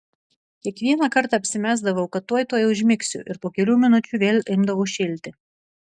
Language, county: Lithuanian, Vilnius